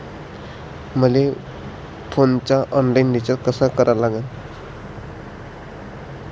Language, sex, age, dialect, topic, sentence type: Marathi, male, 25-30, Varhadi, banking, question